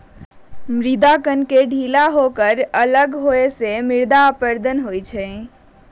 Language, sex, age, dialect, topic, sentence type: Magahi, female, 41-45, Western, agriculture, statement